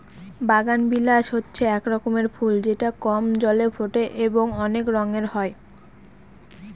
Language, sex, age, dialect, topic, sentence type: Bengali, female, 18-24, Northern/Varendri, agriculture, statement